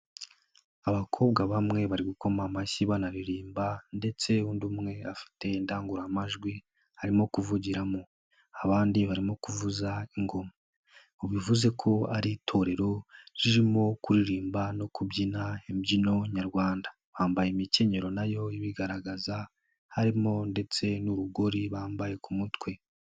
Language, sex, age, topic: Kinyarwanda, male, 18-24, government